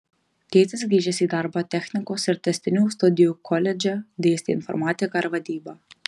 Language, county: Lithuanian, Marijampolė